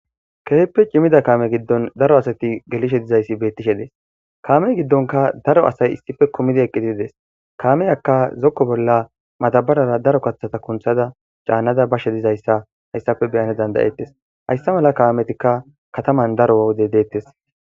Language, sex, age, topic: Gamo, female, 25-35, government